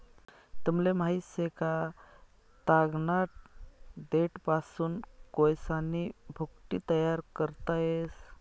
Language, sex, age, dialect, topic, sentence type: Marathi, male, 31-35, Northern Konkan, agriculture, statement